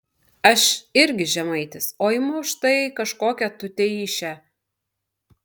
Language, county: Lithuanian, Marijampolė